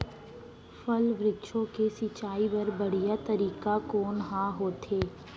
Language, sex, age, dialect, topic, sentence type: Chhattisgarhi, female, 18-24, Central, agriculture, question